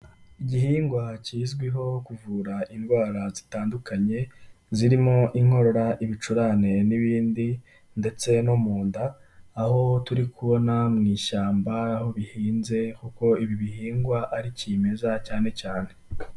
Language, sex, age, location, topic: Kinyarwanda, male, 18-24, Kigali, health